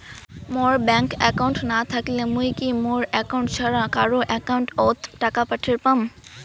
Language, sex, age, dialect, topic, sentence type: Bengali, female, 18-24, Rajbangshi, banking, question